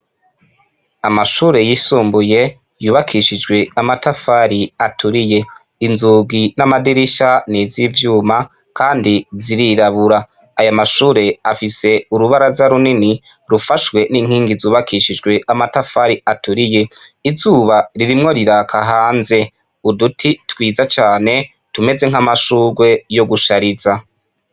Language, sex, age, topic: Rundi, male, 25-35, education